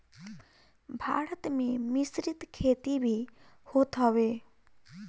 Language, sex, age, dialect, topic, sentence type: Bhojpuri, female, 18-24, Northern, agriculture, statement